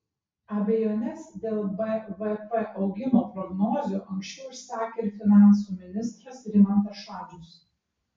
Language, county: Lithuanian, Vilnius